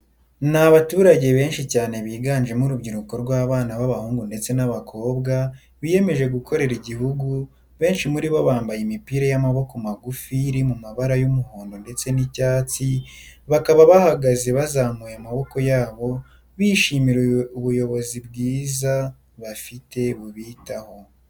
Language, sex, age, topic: Kinyarwanda, female, 25-35, education